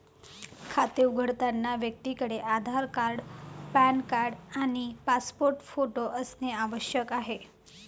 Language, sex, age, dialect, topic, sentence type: Marathi, female, 31-35, Varhadi, banking, statement